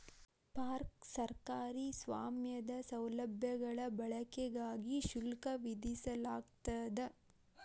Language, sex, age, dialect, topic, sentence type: Kannada, female, 18-24, Dharwad Kannada, banking, statement